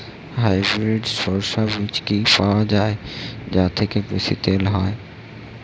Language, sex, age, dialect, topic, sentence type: Bengali, male, 60-100, Western, agriculture, question